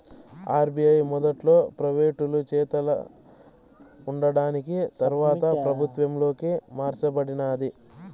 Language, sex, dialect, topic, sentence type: Telugu, male, Southern, banking, statement